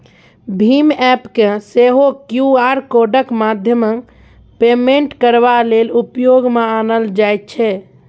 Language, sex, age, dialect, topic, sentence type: Maithili, female, 41-45, Bajjika, banking, statement